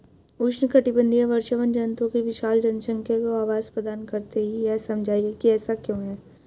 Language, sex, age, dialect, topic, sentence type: Hindi, female, 18-24, Hindustani Malvi Khadi Boli, agriculture, question